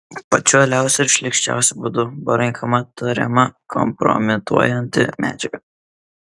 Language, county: Lithuanian, Kaunas